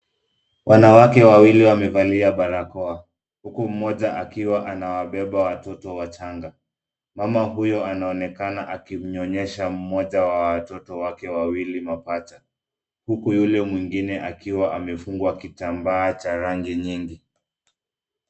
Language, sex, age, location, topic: Swahili, male, 25-35, Nairobi, health